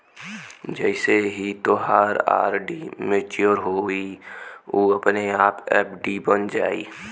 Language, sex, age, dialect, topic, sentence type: Bhojpuri, female, 18-24, Western, banking, statement